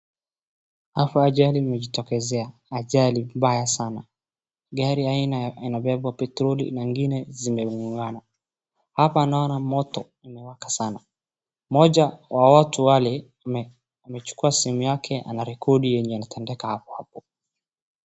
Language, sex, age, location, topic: Swahili, male, 18-24, Wajir, health